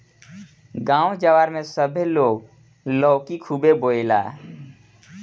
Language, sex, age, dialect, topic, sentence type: Bhojpuri, male, 18-24, Northern, agriculture, statement